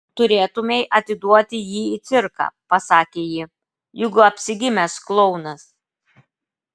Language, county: Lithuanian, Klaipėda